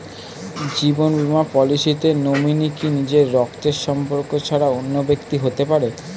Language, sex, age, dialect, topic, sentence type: Bengali, male, 18-24, Standard Colloquial, banking, question